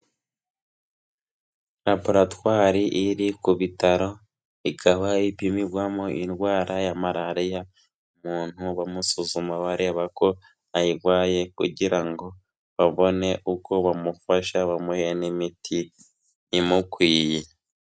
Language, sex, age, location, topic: Kinyarwanda, female, 18-24, Kigali, health